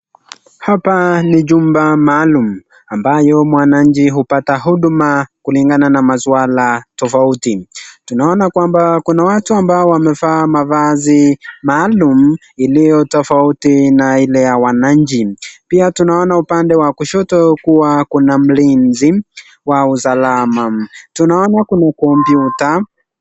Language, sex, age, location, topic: Swahili, male, 18-24, Nakuru, government